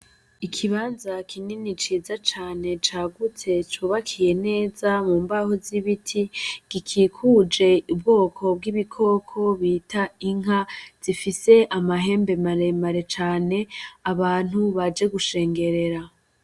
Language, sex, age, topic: Rundi, female, 18-24, agriculture